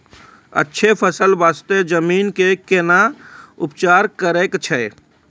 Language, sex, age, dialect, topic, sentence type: Maithili, male, 25-30, Angika, agriculture, question